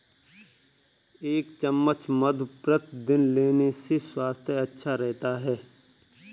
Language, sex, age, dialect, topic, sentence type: Hindi, male, 31-35, Kanauji Braj Bhasha, agriculture, statement